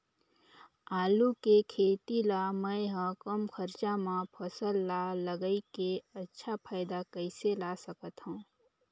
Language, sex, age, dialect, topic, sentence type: Chhattisgarhi, female, 18-24, Northern/Bhandar, agriculture, question